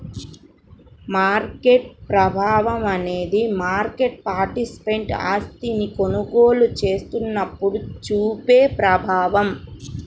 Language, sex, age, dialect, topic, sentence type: Telugu, female, 36-40, Central/Coastal, banking, statement